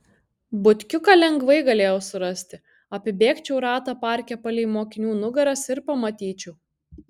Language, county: Lithuanian, Kaunas